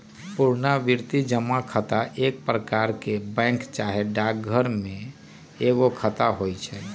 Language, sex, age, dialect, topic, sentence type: Magahi, male, 46-50, Western, banking, statement